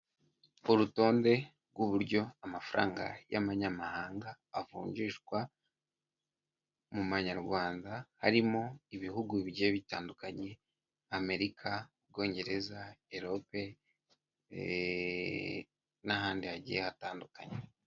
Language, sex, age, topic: Kinyarwanda, male, 18-24, finance